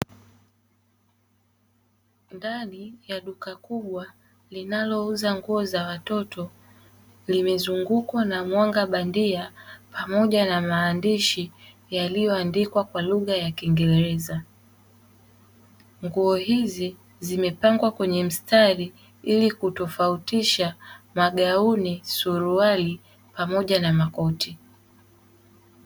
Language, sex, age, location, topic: Swahili, female, 18-24, Dar es Salaam, finance